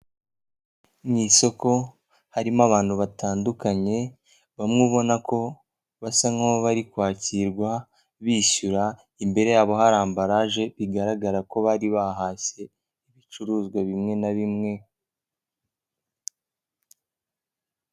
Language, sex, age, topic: Kinyarwanda, female, 18-24, finance